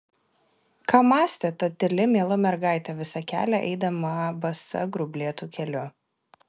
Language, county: Lithuanian, Klaipėda